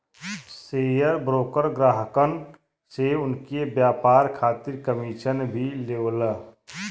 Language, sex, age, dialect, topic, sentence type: Bhojpuri, male, 31-35, Western, banking, statement